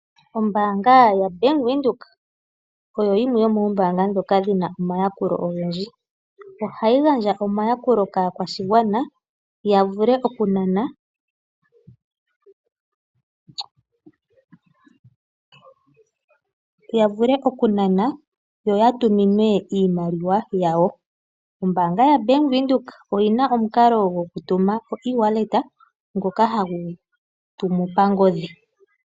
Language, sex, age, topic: Oshiwambo, female, 25-35, finance